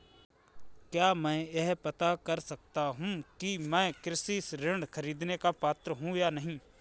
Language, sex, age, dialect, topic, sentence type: Hindi, male, 25-30, Awadhi Bundeli, banking, question